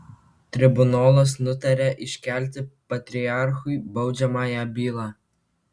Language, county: Lithuanian, Kaunas